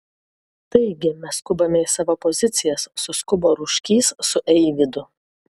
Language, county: Lithuanian, Vilnius